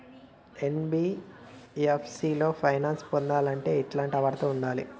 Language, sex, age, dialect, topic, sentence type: Telugu, male, 18-24, Telangana, banking, question